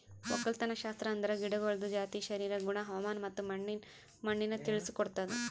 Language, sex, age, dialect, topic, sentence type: Kannada, female, 18-24, Northeastern, agriculture, statement